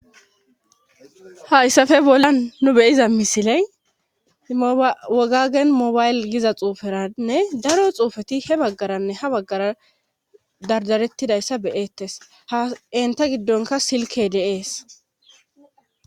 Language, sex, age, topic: Gamo, female, 25-35, government